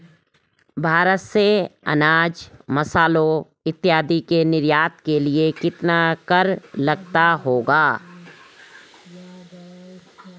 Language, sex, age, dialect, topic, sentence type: Hindi, female, 56-60, Garhwali, agriculture, statement